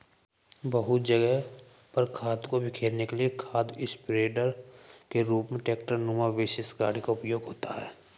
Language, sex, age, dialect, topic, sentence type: Hindi, male, 18-24, Hindustani Malvi Khadi Boli, agriculture, statement